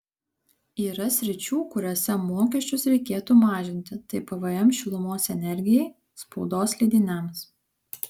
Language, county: Lithuanian, Kaunas